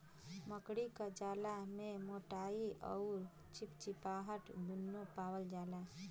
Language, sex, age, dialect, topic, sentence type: Bhojpuri, female, 25-30, Western, agriculture, statement